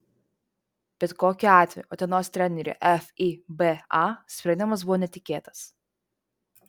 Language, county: Lithuanian, Vilnius